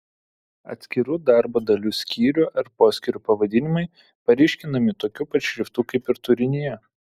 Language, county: Lithuanian, Vilnius